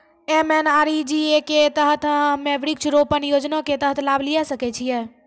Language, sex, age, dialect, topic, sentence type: Maithili, female, 46-50, Angika, banking, question